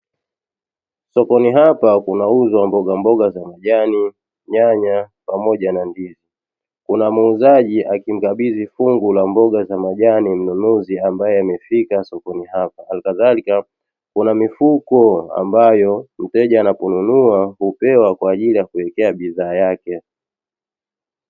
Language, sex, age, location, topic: Swahili, male, 18-24, Dar es Salaam, finance